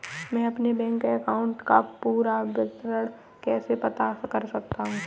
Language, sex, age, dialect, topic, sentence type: Hindi, female, 18-24, Kanauji Braj Bhasha, banking, question